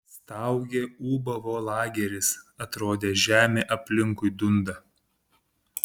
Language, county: Lithuanian, Panevėžys